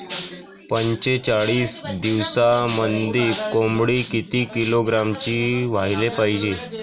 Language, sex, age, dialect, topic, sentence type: Marathi, male, 18-24, Varhadi, agriculture, question